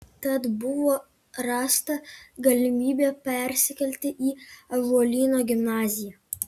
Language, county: Lithuanian, Kaunas